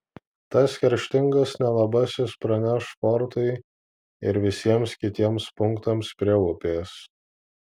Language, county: Lithuanian, Vilnius